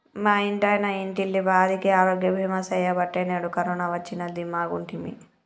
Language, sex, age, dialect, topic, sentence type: Telugu, male, 25-30, Telangana, banking, statement